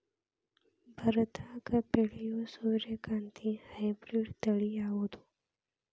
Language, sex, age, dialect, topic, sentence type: Kannada, male, 25-30, Dharwad Kannada, agriculture, question